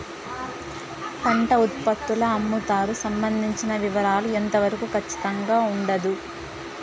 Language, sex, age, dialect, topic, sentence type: Telugu, female, 18-24, Southern, agriculture, question